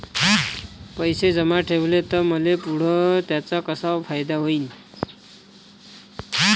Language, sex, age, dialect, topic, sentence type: Marathi, male, 25-30, Varhadi, banking, question